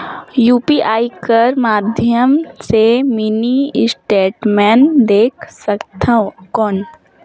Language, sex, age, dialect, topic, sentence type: Chhattisgarhi, female, 18-24, Northern/Bhandar, banking, question